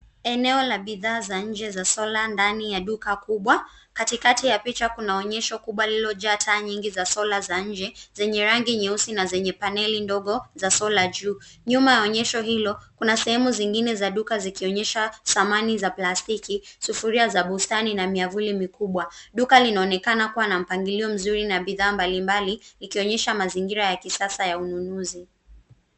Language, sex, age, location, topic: Swahili, female, 18-24, Nairobi, finance